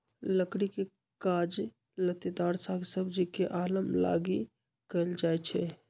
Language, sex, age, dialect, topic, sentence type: Magahi, male, 25-30, Western, agriculture, statement